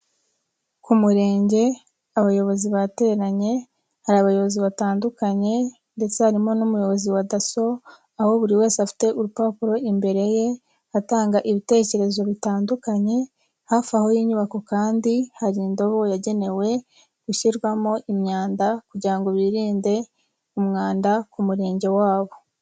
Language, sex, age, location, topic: Kinyarwanda, female, 18-24, Kigali, health